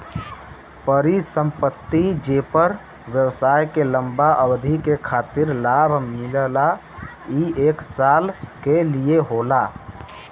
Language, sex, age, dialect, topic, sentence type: Bhojpuri, female, 25-30, Western, banking, statement